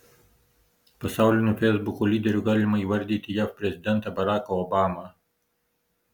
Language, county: Lithuanian, Marijampolė